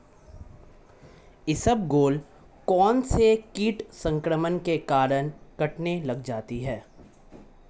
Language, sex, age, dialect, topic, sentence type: Hindi, male, 18-24, Marwari Dhudhari, agriculture, question